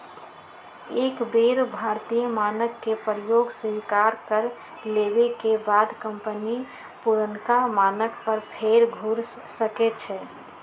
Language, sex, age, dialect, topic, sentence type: Magahi, female, 36-40, Western, banking, statement